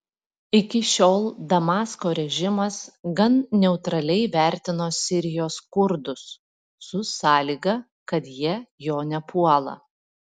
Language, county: Lithuanian, Panevėžys